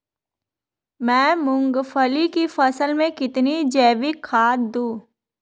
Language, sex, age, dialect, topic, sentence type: Hindi, female, 18-24, Marwari Dhudhari, agriculture, question